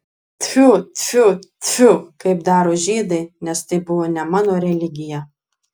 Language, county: Lithuanian, Klaipėda